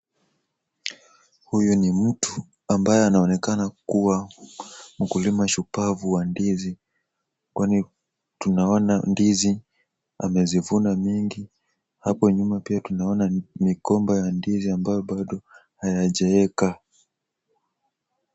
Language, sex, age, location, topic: Swahili, male, 18-24, Wajir, agriculture